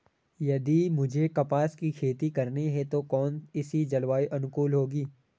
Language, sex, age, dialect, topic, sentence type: Hindi, male, 18-24, Garhwali, agriculture, statement